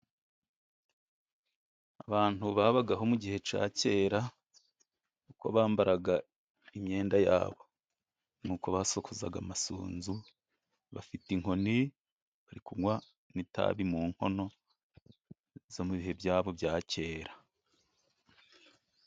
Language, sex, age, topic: Kinyarwanda, male, 36-49, government